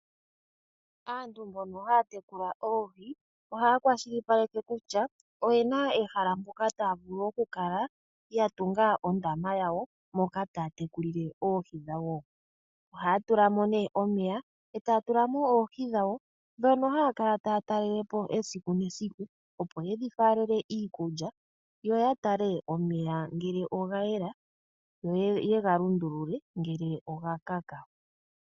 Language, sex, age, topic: Oshiwambo, male, 25-35, agriculture